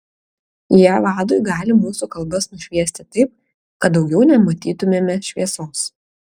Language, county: Lithuanian, Kaunas